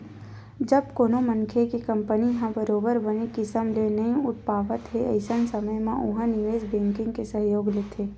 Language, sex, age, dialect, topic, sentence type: Chhattisgarhi, female, 18-24, Western/Budati/Khatahi, banking, statement